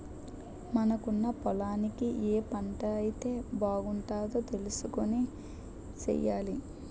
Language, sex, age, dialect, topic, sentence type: Telugu, female, 60-100, Utterandhra, agriculture, statement